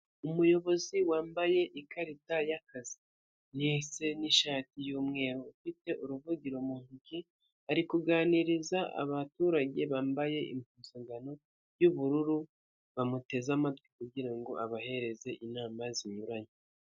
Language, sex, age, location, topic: Kinyarwanda, male, 50+, Kigali, government